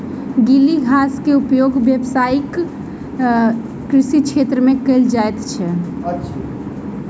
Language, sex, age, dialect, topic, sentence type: Maithili, female, 18-24, Southern/Standard, agriculture, statement